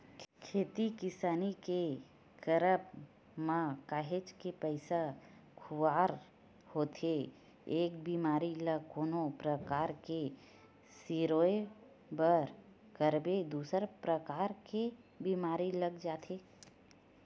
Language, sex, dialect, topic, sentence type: Chhattisgarhi, female, Western/Budati/Khatahi, agriculture, statement